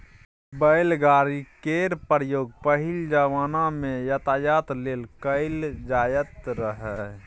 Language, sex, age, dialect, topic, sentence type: Maithili, male, 18-24, Bajjika, agriculture, statement